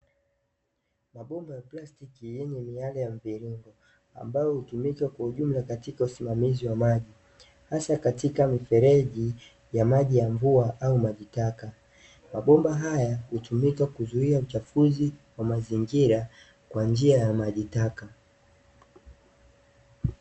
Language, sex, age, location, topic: Swahili, male, 18-24, Dar es Salaam, government